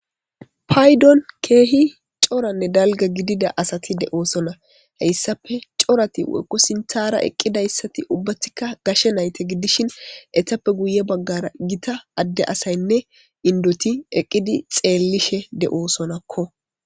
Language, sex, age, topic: Gamo, female, 18-24, agriculture